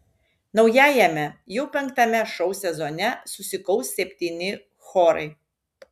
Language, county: Lithuanian, Šiauliai